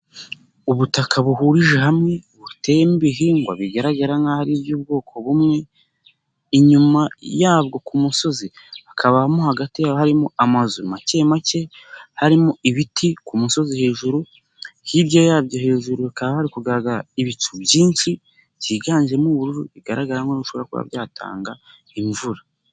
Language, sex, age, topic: Kinyarwanda, male, 18-24, agriculture